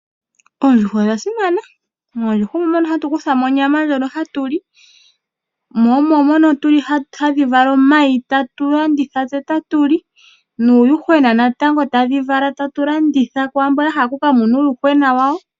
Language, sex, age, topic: Oshiwambo, female, 25-35, agriculture